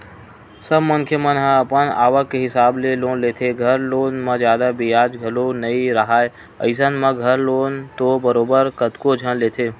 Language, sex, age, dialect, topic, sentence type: Chhattisgarhi, male, 18-24, Western/Budati/Khatahi, banking, statement